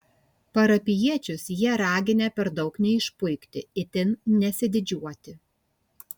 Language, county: Lithuanian, Kaunas